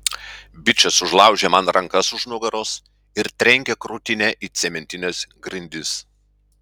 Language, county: Lithuanian, Klaipėda